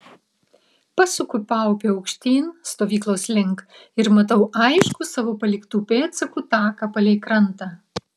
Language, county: Lithuanian, Vilnius